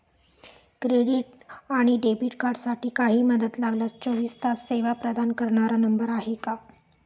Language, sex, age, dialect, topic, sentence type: Marathi, female, 36-40, Standard Marathi, banking, question